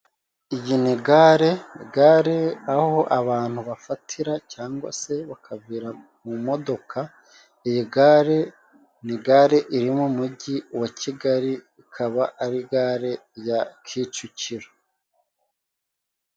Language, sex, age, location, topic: Kinyarwanda, male, 36-49, Musanze, government